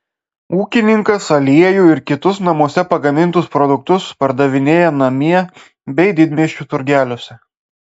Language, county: Lithuanian, Klaipėda